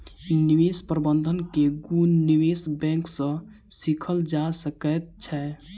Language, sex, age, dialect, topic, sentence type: Maithili, male, 18-24, Southern/Standard, banking, statement